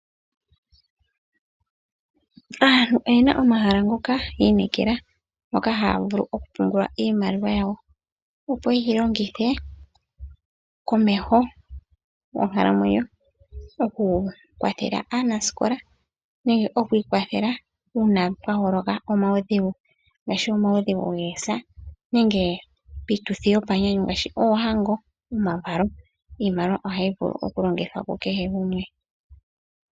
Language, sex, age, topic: Oshiwambo, female, 25-35, finance